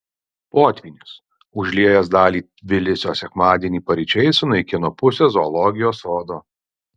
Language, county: Lithuanian, Alytus